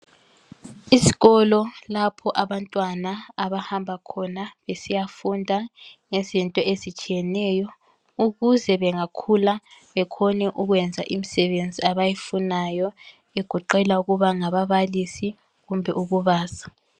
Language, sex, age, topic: North Ndebele, female, 18-24, education